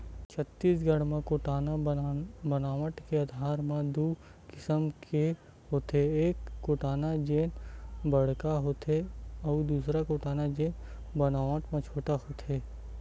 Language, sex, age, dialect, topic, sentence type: Chhattisgarhi, male, 18-24, Western/Budati/Khatahi, agriculture, statement